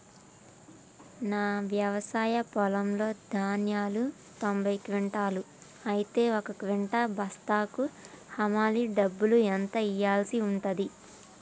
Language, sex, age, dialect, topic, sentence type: Telugu, female, 25-30, Telangana, agriculture, question